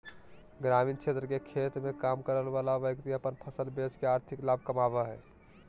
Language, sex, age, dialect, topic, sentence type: Magahi, male, 18-24, Southern, agriculture, statement